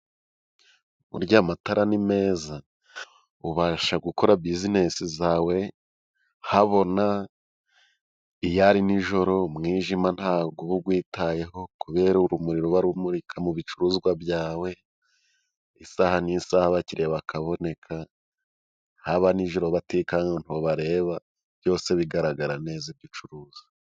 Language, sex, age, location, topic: Kinyarwanda, male, 25-35, Musanze, finance